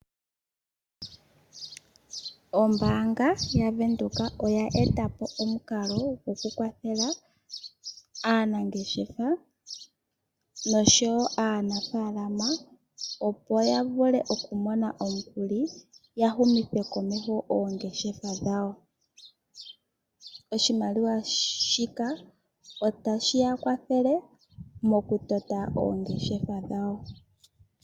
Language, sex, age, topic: Oshiwambo, female, 25-35, finance